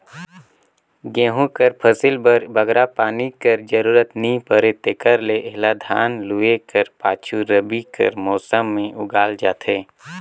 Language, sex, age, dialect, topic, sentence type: Chhattisgarhi, male, 18-24, Northern/Bhandar, agriculture, statement